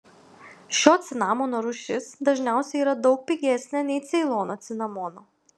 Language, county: Lithuanian, Vilnius